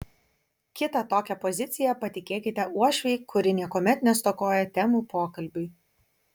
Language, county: Lithuanian, Kaunas